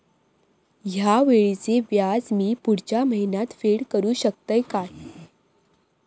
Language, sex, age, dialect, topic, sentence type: Marathi, female, 25-30, Southern Konkan, banking, question